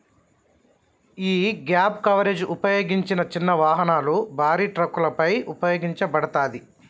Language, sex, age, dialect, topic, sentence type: Telugu, male, 31-35, Telangana, banking, statement